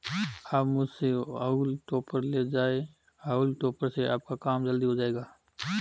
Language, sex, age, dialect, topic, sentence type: Hindi, male, 36-40, Marwari Dhudhari, agriculture, statement